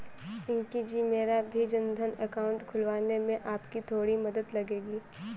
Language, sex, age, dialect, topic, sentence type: Hindi, female, 18-24, Awadhi Bundeli, banking, statement